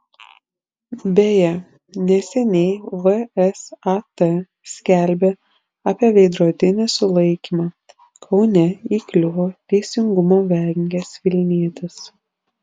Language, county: Lithuanian, Šiauliai